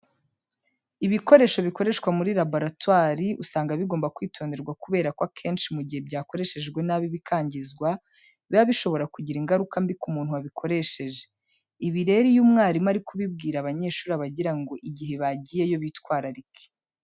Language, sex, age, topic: Kinyarwanda, female, 25-35, education